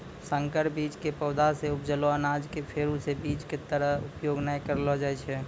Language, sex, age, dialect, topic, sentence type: Maithili, male, 18-24, Angika, agriculture, statement